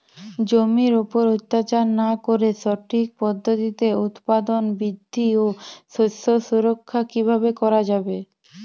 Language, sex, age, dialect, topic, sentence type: Bengali, female, 18-24, Jharkhandi, agriculture, question